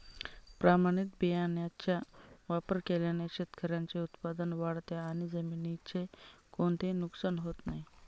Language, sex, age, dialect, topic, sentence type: Marathi, male, 25-30, Northern Konkan, agriculture, statement